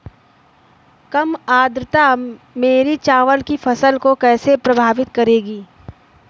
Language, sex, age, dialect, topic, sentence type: Hindi, female, 18-24, Awadhi Bundeli, agriculture, question